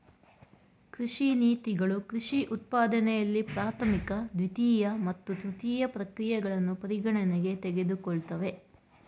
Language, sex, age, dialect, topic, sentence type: Kannada, female, 41-45, Mysore Kannada, agriculture, statement